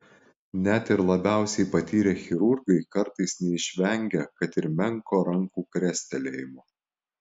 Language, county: Lithuanian, Alytus